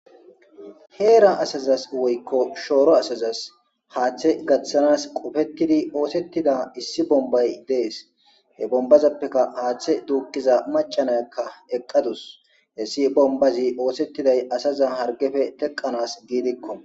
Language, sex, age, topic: Gamo, male, 25-35, government